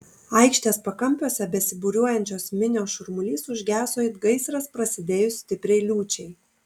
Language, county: Lithuanian, Kaunas